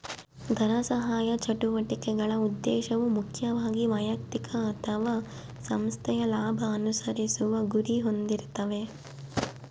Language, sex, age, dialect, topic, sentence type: Kannada, female, 18-24, Central, banking, statement